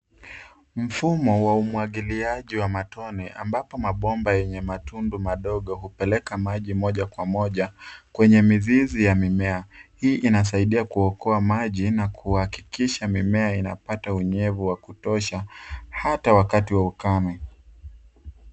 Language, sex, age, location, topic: Swahili, male, 25-35, Nairobi, agriculture